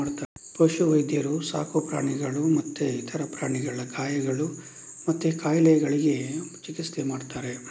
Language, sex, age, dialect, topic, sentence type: Kannada, male, 31-35, Coastal/Dakshin, agriculture, statement